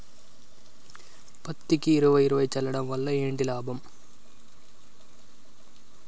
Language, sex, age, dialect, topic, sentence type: Telugu, male, 18-24, Telangana, agriculture, question